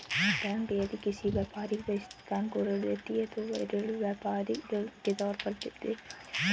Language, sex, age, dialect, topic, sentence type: Hindi, female, 25-30, Marwari Dhudhari, banking, statement